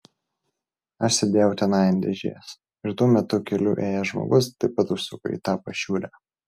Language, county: Lithuanian, Vilnius